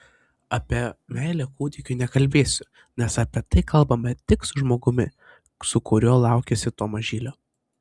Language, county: Lithuanian, Panevėžys